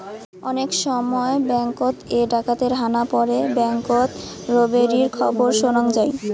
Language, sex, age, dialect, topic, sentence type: Bengali, male, 18-24, Rajbangshi, banking, statement